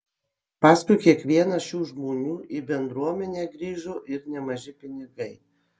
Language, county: Lithuanian, Kaunas